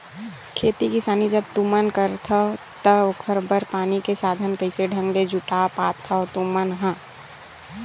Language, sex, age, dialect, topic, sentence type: Chhattisgarhi, female, 18-24, Western/Budati/Khatahi, agriculture, statement